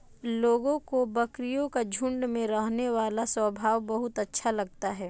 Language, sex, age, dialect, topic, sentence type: Hindi, female, 18-24, Marwari Dhudhari, agriculture, statement